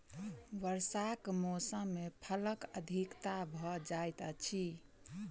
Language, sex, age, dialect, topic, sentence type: Maithili, female, 25-30, Southern/Standard, agriculture, statement